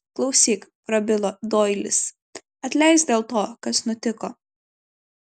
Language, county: Lithuanian, Klaipėda